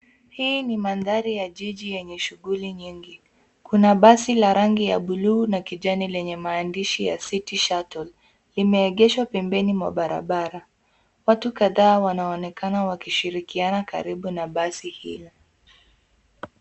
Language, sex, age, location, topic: Swahili, female, 18-24, Nairobi, government